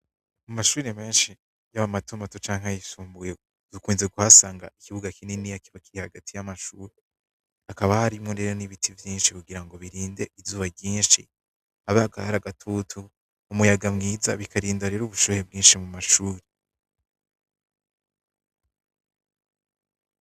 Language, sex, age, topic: Rundi, male, 18-24, education